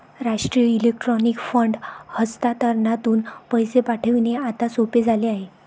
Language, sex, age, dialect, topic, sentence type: Marathi, female, 25-30, Varhadi, banking, statement